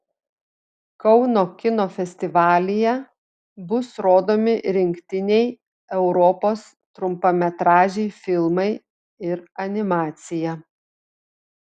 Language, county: Lithuanian, Telšiai